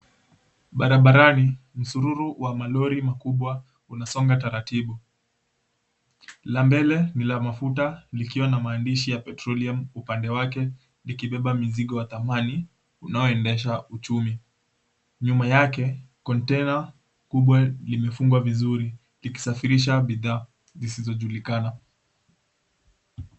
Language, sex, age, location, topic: Swahili, male, 18-24, Mombasa, government